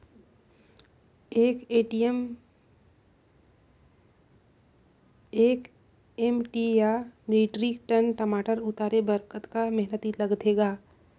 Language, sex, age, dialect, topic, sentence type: Chhattisgarhi, female, 25-30, Northern/Bhandar, agriculture, question